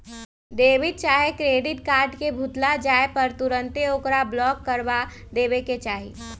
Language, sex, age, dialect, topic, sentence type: Magahi, female, 31-35, Western, banking, statement